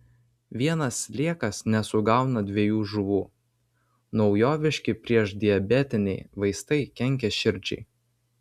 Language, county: Lithuanian, Vilnius